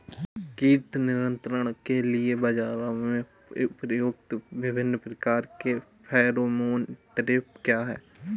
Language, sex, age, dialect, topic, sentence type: Hindi, male, 18-24, Awadhi Bundeli, agriculture, question